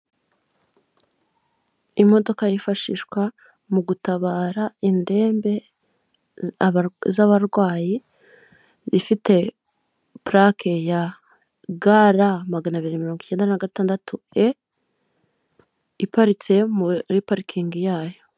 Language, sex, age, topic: Kinyarwanda, female, 18-24, government